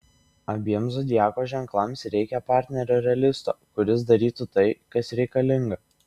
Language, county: Lithuanian, Šiauliai